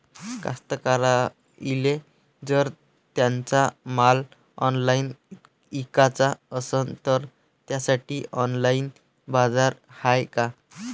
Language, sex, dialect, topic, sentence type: Marathi, male, Varhadi, agriculture, statement